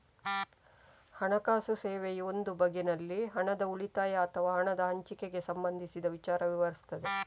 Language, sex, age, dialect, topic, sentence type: Kannada, female, 25-30, Coastal/Dakshin, banking, statement